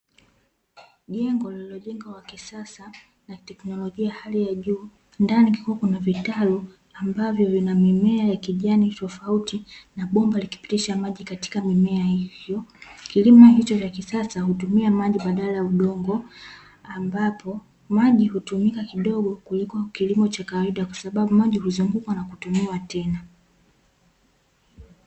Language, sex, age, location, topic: Swahili, female, 18-24, Dar es Salaam, agriculture